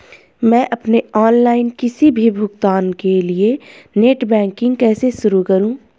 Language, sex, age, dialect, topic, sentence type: Hindi, female, 25-30, Garhwali, banking, question